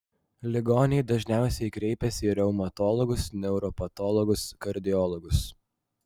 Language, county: Lithuanian, Vilnius